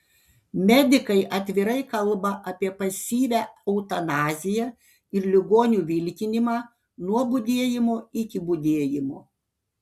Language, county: Lithuanian, Panevėžys